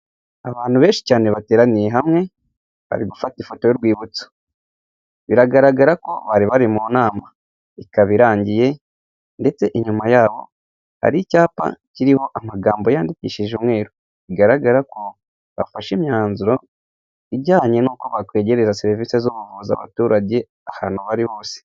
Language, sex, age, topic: Kinyarwanda, male, 25-35, health